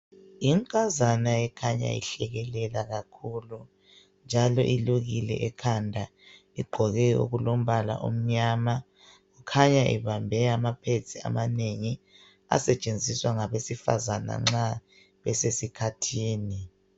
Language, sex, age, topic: North Ndebele, female, 25-35, health